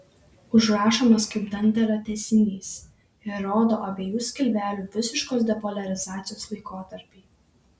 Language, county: Lithuanian, Šiauliai